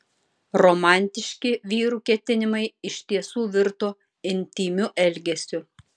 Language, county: Lithuanian, Tauragė